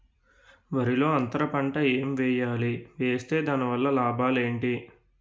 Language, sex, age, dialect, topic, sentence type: Telugu, male, 18-24, Utterandhra, agriculture, question